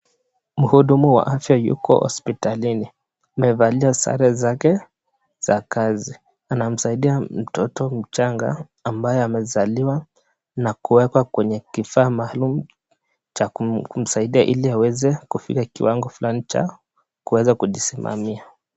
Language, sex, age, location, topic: Swahili, male, 25-35, Nakuru, health